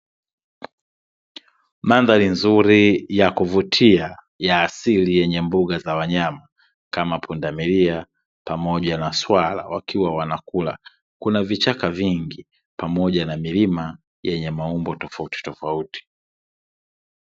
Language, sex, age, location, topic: Swahili, male, 36-49, Dar es Salaam, agriculture